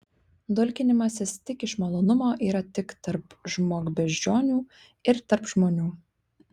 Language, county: Lithuanian, Klaipėda